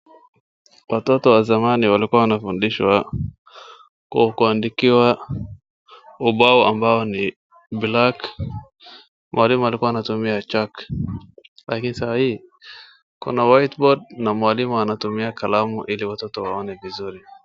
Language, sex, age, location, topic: Swahili, male, 18-24, Wajir, education